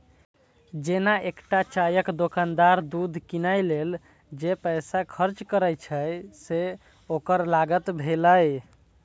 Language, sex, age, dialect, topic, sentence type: Maithili, male, 18-24, Eastern / Thethi, banking, statement